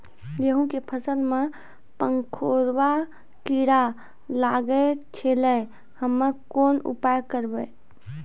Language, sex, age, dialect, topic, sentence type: Maithili, female, 56-60, Angika, agriculture, question